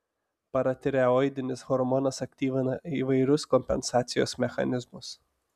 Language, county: Lithuanian, Telšiai